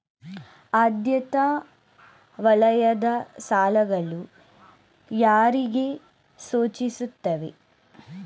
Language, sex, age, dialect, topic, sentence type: Kannada, female, 18-24, Mysore Kannada, banking, question